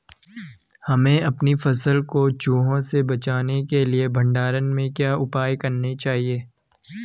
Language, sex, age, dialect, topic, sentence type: Hindi, male, 18-24, Garhwali, agriculture, question